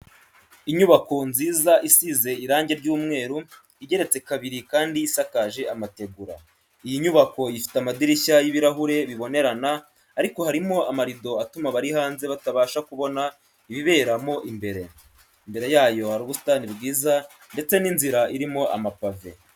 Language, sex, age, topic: Kinyarwanda, male, 18-24, education